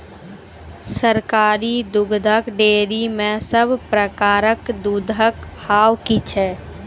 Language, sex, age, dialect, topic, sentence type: Maithili, female, 51-55, Angika, agriculture, question